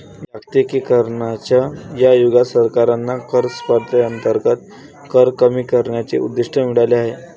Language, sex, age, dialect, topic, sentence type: Marathi, male, 18-24, Varhadi, banking, statement